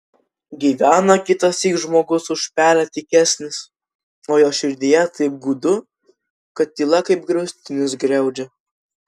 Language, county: Lithuanian, Vilnius